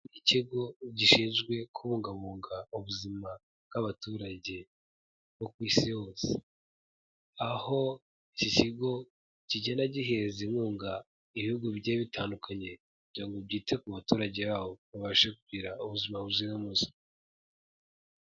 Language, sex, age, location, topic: Kinyarwanda, male, 18-24, Kigali, health